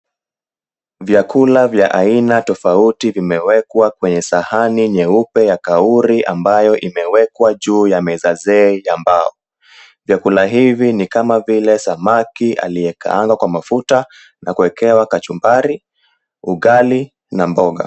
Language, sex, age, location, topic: Swahili, male, 18-24, Mombasa, agriculture